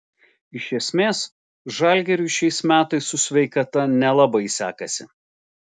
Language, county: Lithuanian, Alytus